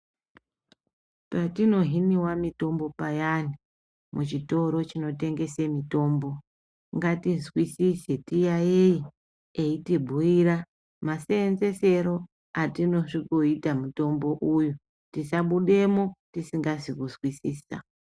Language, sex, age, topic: Ndau, female, 36-49, health